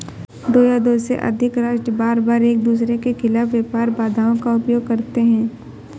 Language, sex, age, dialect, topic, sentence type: Hindi, female, 25-30, Awadhi Bundeli, banking, statement